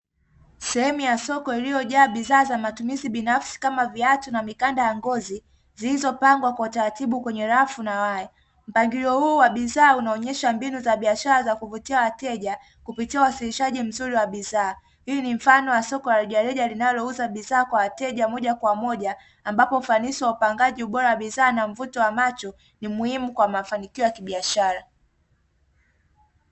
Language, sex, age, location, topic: Swahili, female, 18-24, Dar es Salaam, finance